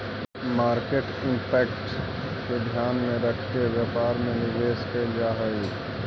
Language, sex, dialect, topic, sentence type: Magahi, male, Central/Standard, banking, statement